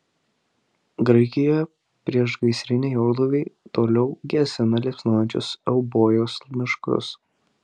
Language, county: Lithuanian, Telšiai